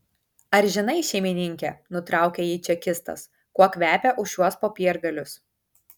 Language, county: Lithuanian, Kaunas